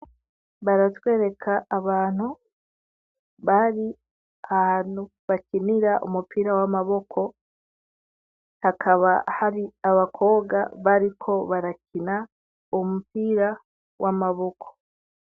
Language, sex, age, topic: Rundi, female, 18-24, education